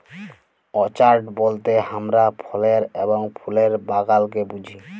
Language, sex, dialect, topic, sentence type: Bengali, male, Jharkhandi, agriculture, statement